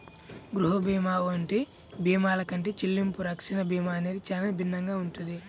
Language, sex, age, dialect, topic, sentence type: Telugu, male, 31-35, Central/Coastal, banking, statement